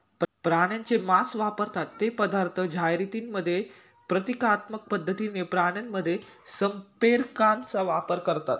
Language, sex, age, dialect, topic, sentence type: Marathi, male, 18-24, Standard Marathi, agriculture, statement